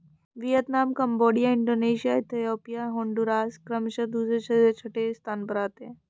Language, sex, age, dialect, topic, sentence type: Hindi, female, 18-24, Hindustani Malvi Khadi Boli, agriculture, statement